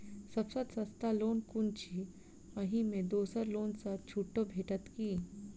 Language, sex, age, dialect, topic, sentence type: Maithili, female, 25-30, Southern/Standard, banking, question